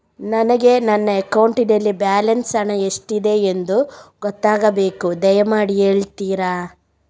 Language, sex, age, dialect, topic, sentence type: Kannada, female, 18-24, Coastal/Dakshin, banking, question